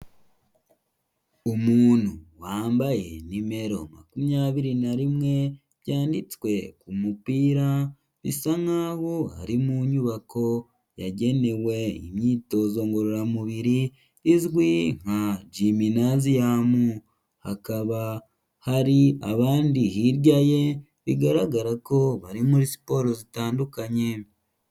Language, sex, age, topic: Kinyarwanda, male, 18-24, health